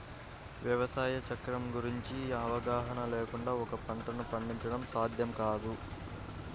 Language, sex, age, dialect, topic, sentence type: Telugu, male, 56-60, Central/Coastal, agriculture, statement